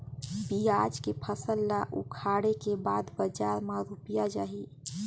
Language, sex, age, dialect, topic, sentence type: Chhattisgarhi, female, 18-24, Northern/Bhandar, agriculture, question